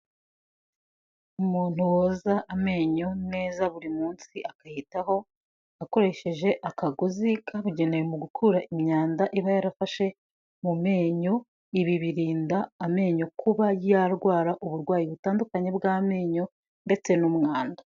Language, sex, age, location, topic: Kinyarwanda, female, 18-24, Kigali, health